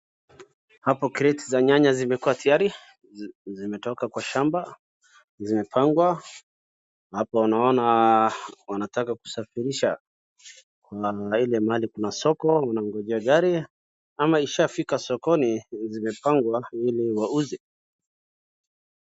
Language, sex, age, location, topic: Swahili, male, 36-49, Wajir, finance